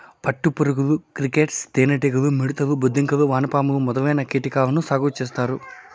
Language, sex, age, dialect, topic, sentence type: Telugu, male, 31-35, Southern, agriculture, statement